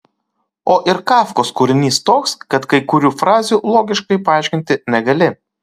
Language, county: Lithuanian, Kaunas